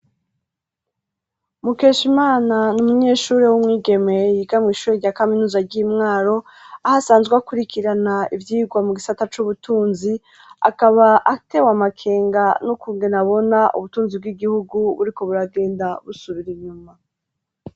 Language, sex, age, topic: Rundi, female, 36-49, education